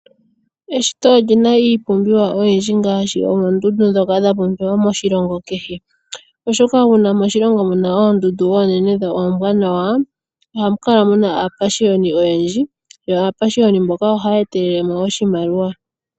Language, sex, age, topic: Oshiwambo, female, 18-24, agriculture